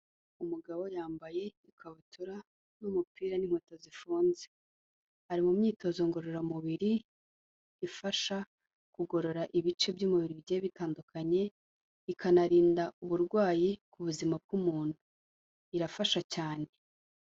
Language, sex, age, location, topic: Kinyarwanda, female, 18-24, Kigali, health